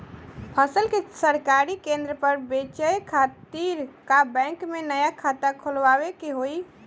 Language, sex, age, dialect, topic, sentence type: Bhojpuri, female, 18-24, Western, banking, question